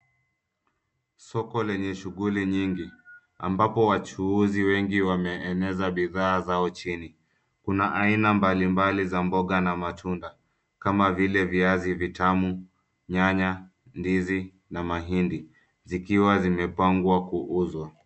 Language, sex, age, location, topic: Swahili, male, 25-35, Nairobi, finance